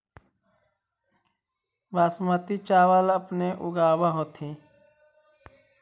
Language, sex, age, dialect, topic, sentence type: Magahi, male, 31-35, Central/Standard, agriculture, question